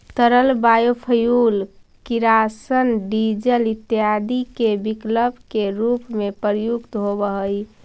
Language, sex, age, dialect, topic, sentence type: Magahi, female, 56-60, Central/Standard, banking, statement